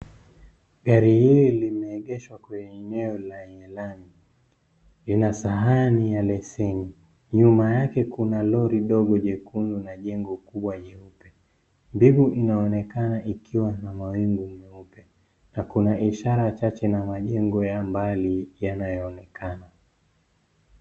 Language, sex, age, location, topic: Swahili, male, 25-35, Nairobi, finance